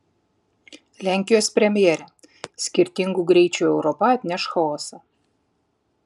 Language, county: Lithuanian, Klaipėda